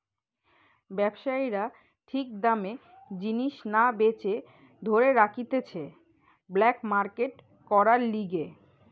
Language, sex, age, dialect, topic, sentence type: Bengali, female, 25-30, Western, banking, statement